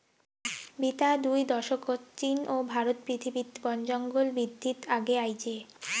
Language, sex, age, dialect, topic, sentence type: Bengali, female, 18-24, Rajbangshi, agriculture, statement